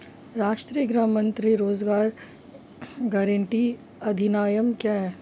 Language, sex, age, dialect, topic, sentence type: Hindi, female, 25-30, Marwari Dhudhari, banking, question